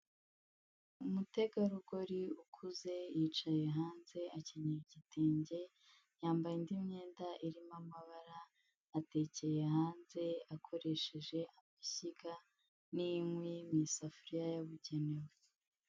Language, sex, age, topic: Kinyarwanda, female, 18-24, health